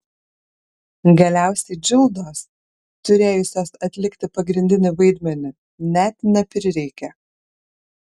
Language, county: Lithuanian, Kaunas